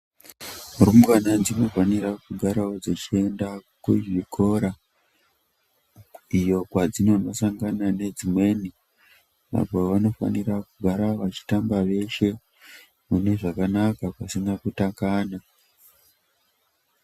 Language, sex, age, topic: Ndau, male, 25-35, health